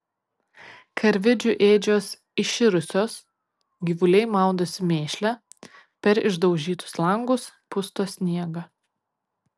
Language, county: Lithuanian, Kaunas